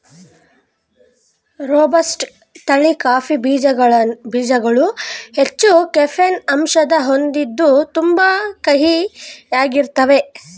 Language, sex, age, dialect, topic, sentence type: Kannada, female, 25-30, Mysore Kannada, agriculture, statement